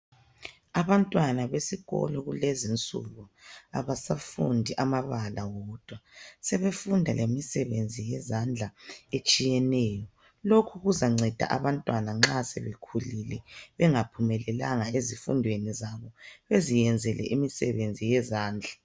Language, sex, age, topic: North Ndebele, male, 36-49, education